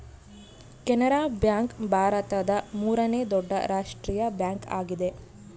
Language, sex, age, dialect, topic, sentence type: Kannada, female, 25-30, Central, banking, statement